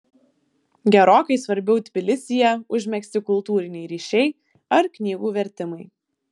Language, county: Lithuanian, Vilnius